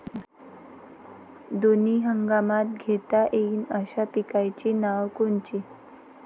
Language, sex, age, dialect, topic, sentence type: Marathi, female, 18-24, Varhadi, agriculture, question